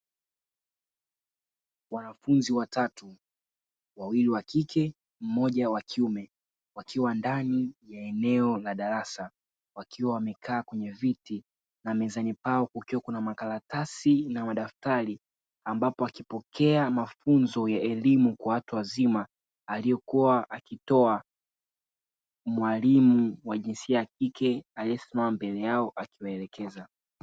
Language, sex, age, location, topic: Swahili, male, 36-49, Dar es Salaam, education